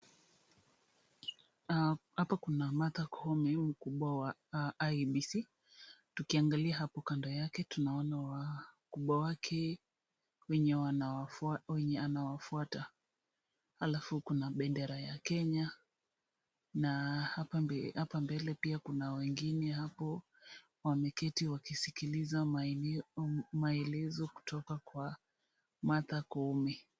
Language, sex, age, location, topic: Swahili, female, 25-35, Kisumu, government